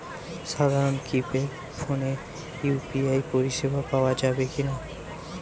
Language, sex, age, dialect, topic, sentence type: Bengali, male, 18-24, Western, banking, question